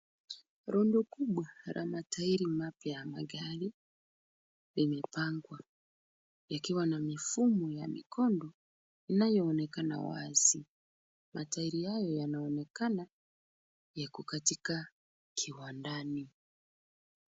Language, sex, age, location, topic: Swahili, female, 36-49, Kisumu, finance